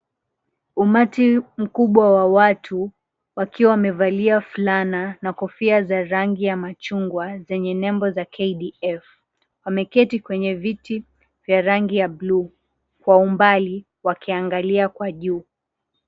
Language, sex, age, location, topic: Swahili, female, 18-24, Mombasa, government